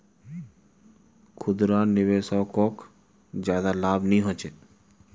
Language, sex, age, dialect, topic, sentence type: Magahi, male, 31-35, Northeastern/Surjapuri, banking, statement